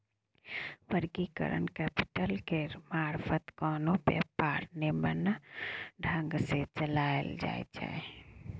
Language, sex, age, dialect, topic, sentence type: Maithili, female, 31-35, Bajjika, banking, statement